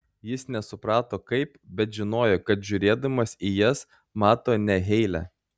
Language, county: Lithuanian, Klaipėda